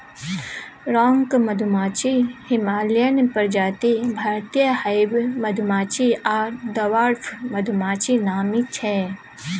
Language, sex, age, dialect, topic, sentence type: Maithili, female, 25-30, Bajjika, agriculture, statement